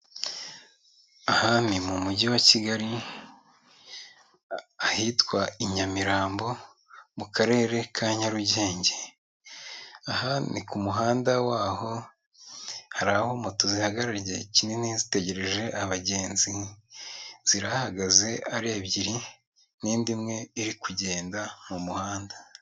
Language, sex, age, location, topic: Kinyarwanda, male, 25-35, Kigali, government